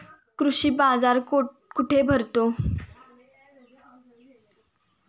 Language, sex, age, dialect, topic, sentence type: Marathi, female, 18-24, Standard Marathi, agriculture, question